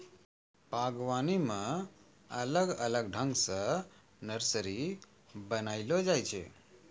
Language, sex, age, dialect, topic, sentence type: Maithili, male, 41-45, Angika, agriculture, statement